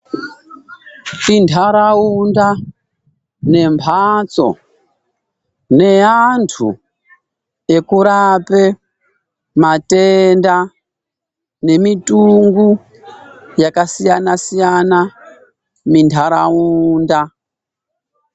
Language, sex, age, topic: Ndau, male, 36-49, health